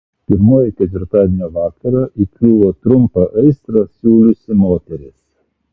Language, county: Lithuanian, Telšiai